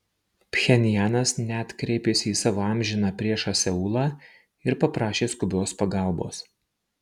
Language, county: Lithuanian, Marijampolė